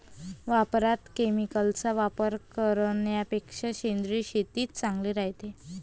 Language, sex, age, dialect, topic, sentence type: Marathi, female, 25-30, Varhadi, agriculture, statement